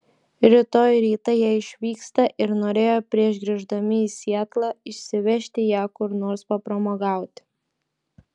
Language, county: Lithuanian, Klaipėda